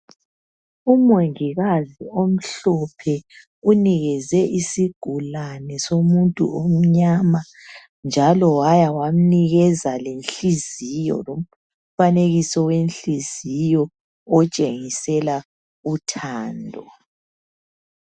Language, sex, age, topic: North Ndebele, female, 50+, health